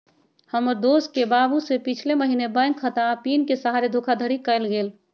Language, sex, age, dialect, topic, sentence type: Magahi, female, 36-40, Western, banking, statement